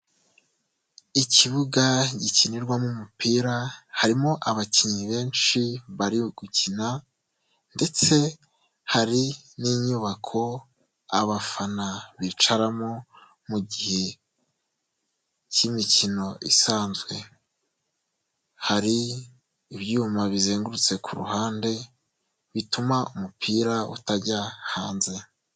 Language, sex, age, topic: Kinyarwanda, male, 18-24, government